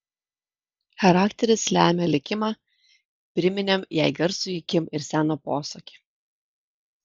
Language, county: Lithuanian, Kaunas